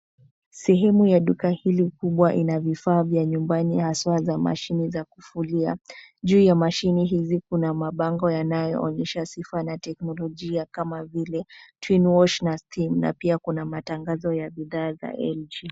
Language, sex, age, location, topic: Swahili, female, 25-35, Nairobi, finance